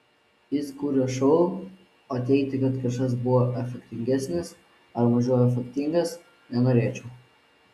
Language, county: Lithuanian, Vilnius